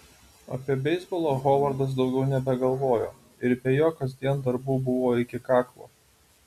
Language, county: Lithuanian, Utena